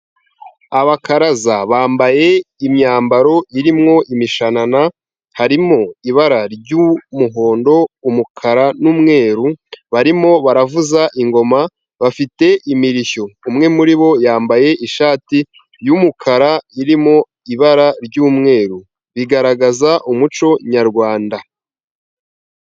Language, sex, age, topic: Kinyarwanda, male, 25-35, government